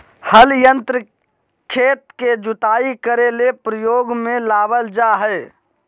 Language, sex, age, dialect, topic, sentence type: Magahi, male, 56-60, Southern, agriculture, statement